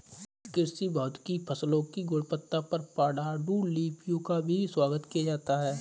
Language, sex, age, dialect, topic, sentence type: Hindi, male, 25-30, Awadhi Bundeli, agriculture, statement